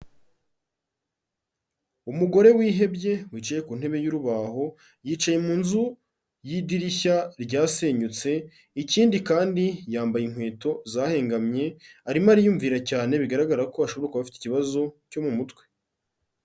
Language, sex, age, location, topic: Kinyarwanda, male, 36-49, Kigali, health